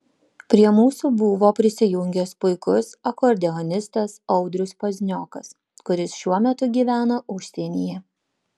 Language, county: Lithuanian, Panevėžys